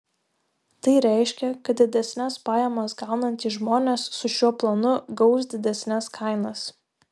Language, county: Lithuanian, Šiauliai